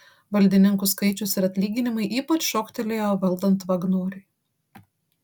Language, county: Lithuanian, Vilnius